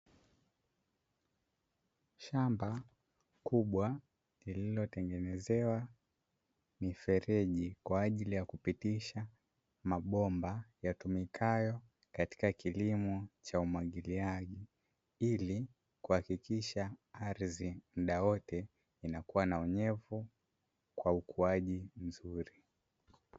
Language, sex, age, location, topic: Swahili, male, 18-24, Dar es Salaam, agriculture